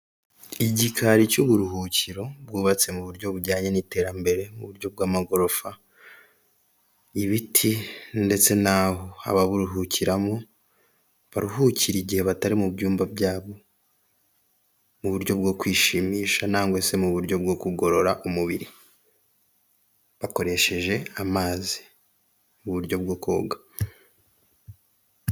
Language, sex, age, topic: Kinyarwanda, male, 18-24, finance